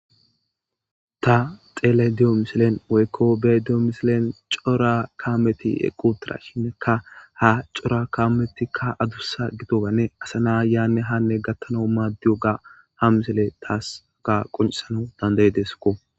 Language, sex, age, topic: Gamo, male, 25-35, government